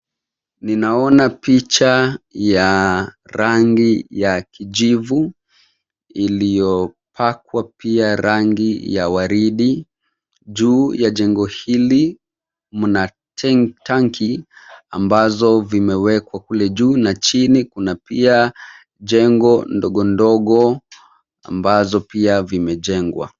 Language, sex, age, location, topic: Swahili, male, 25-35, Nairobi, finance